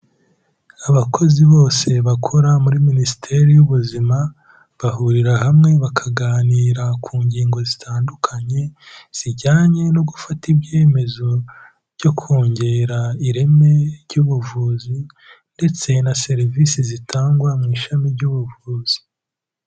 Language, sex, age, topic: Kinyarwanda, male, 18-24, health